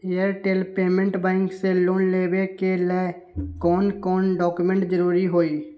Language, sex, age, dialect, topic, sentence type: Magahi, male, 18-24, Western, banking, question